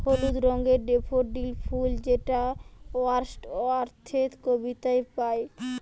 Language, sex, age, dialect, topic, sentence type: Bengali, female, 18-24, Western, agriculture, statement